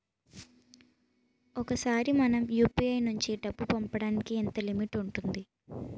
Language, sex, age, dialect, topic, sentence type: Telugu, female, 18-24, Utterandhra, banking, question